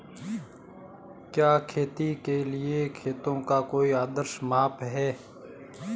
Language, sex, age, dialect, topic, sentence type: Hindi, male, 25-30, Marwari Dhudhari, agriculture, question